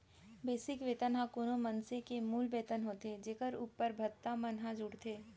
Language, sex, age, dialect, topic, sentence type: Chhattisgarhi, female, 18-24, Central, banking, statement